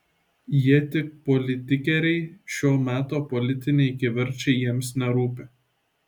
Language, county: Lithuanian, Šiauliai